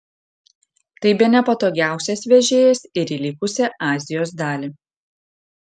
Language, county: Lithuanian, Panevėžys